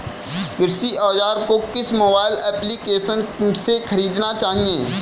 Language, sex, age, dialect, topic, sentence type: Hindi, male, 25-30, Kanauji Braj Bhasha, agriculture, question